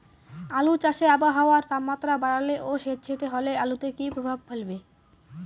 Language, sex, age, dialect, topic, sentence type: Bengali, male, 18-24, Rajbangshi, agriculture, question